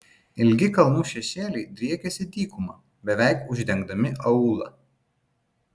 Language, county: Lithuanian, Vilnius